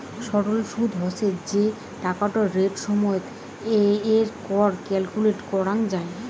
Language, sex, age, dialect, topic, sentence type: Bengali, female, 25-30, Rajbangshi, banking, statement